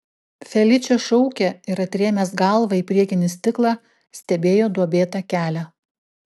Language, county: Lithuanian, Klaipėda